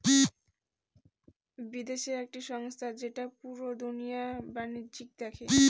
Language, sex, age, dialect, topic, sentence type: Bengali, female, 18-24, Northern/Varendri, banking, statement